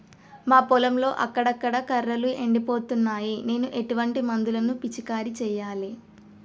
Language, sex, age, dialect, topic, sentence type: Telugu, female, 36-40, Telangana, agriculture, question